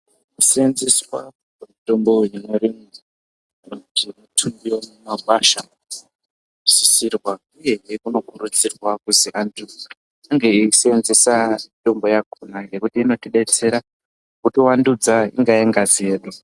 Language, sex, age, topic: Ndau, male, 50+, health